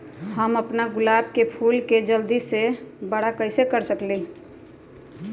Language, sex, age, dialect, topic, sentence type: Magahi, female, 31-35, Western, agriculture, question